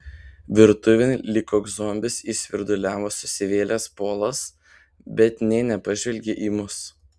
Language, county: Lithuanian, Panevėžys